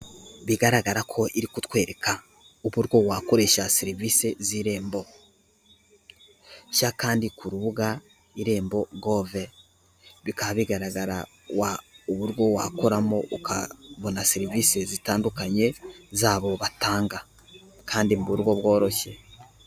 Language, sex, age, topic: Kinyarwanda, male, 18-24, government